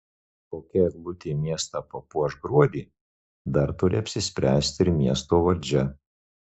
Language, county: Lithuanian, Marijampolė